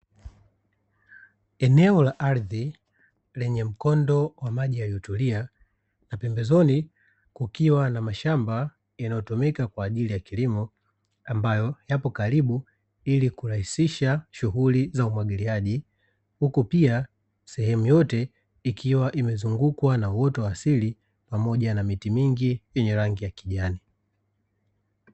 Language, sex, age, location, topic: Swahili, male, 25-35, Dar es Salaam, agriculture